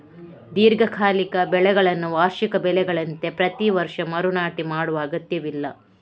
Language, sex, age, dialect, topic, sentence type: Kannada, female, 31-35, Coastal/Dakshin, agriculture, statement